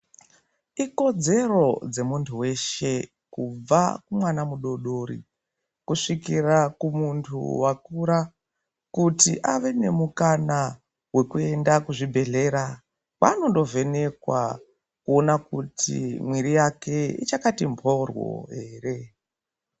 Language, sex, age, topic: Ndau, female, 36-49, health